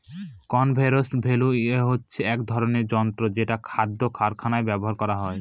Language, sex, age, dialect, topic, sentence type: Bengali, male, 18-24, Northern/Varendri, agriculture, statement